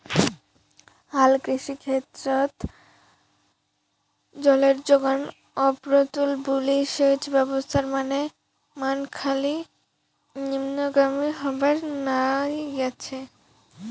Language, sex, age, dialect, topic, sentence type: Bengali, female, <18, Rajbangshi, agriculture, statement